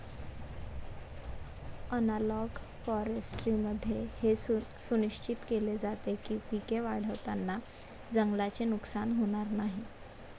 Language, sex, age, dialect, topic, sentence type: Marathi, female, 18-24, Varhadi, agriculture, statement